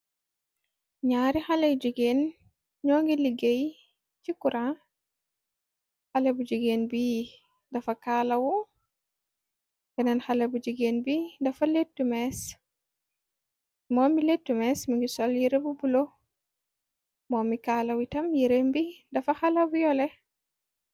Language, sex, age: Wolof, female, 18-24